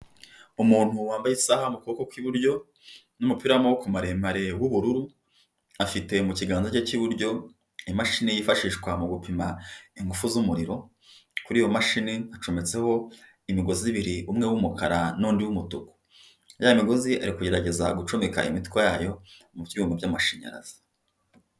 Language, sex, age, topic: Kinyarwanda, male, 25-35, government